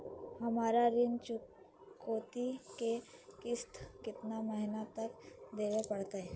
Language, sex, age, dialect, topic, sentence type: Magahi, female, 25-30, Southern, banking, question